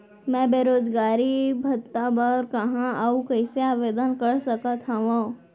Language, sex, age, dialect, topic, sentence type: Chhattisgarhi, female, 18-24, Central, banking, question